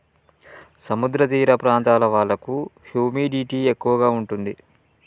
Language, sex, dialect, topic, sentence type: Telugu, male, Telangana, agriculture, statement